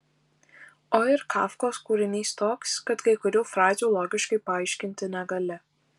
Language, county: Lithuanian, Alytus